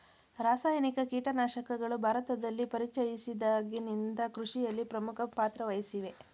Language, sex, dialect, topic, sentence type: Kannada, female, Mysore Kannada, agriculture, statement